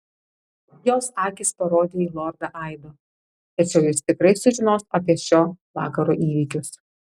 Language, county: Lithuanian, Vilnius